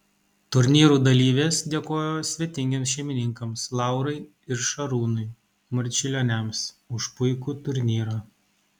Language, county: Lithuanian, Kaunas